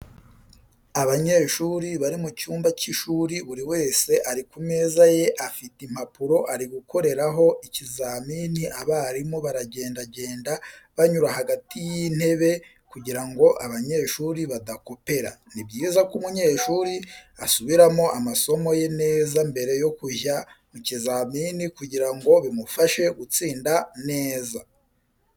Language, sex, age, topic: Kinyarwanda, male, 25-35, education